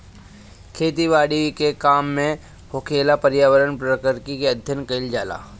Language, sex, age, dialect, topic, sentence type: Bhojpuri, male, 25-30, Northern, agriculture, statement